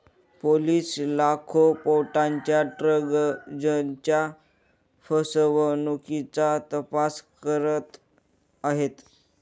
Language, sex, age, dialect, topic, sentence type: Marathi, male, 31-35, Northern Konkan, banking, statement